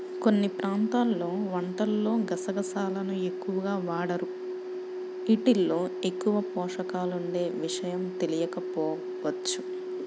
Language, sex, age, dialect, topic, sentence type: Telugu, male, 31-35, Central/Coastal, agriculture, statement